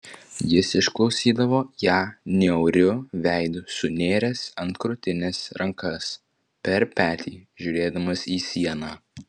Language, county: Lithuanian, Vilnius